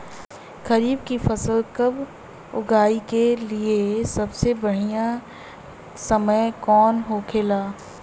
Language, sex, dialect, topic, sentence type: Bhojpuri, female, Western, agriculture, question